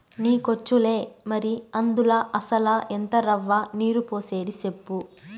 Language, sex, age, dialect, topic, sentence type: Telugu, female, 25-30, Southern, agriculture, statement